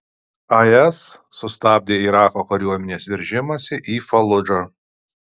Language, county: Lithuanian, Alytus